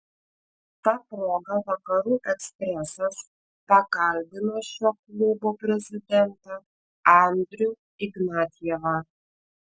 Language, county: Lithuanian, Vilnius